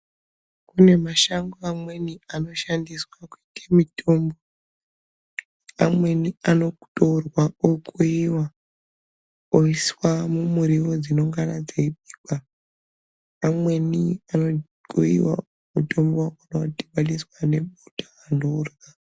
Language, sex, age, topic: Ndau, male, 18-24, health